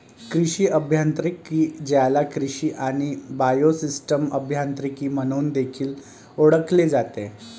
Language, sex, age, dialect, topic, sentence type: Marathi, male, 31-35, Varhadi, agriculture, statement